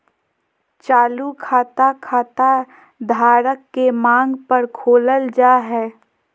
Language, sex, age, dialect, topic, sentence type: Magahi, female, 25-30, Southern, banking, statement